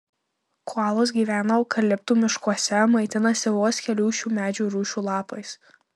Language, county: Lithuanian, Marijampolė